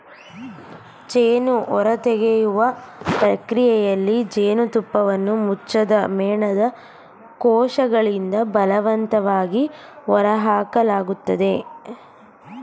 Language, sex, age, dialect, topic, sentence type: Kannada, female, 25-30, Mysore Kannada, agriculture, statement